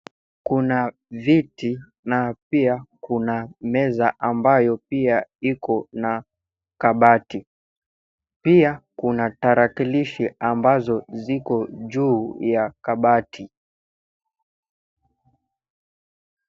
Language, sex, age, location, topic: Swahili, male, 25-35, Nairobi, health